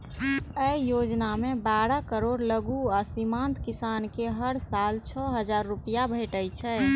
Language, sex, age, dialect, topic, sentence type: Maithili, female, 18-24, Eastern / Thethi, agriculture, statement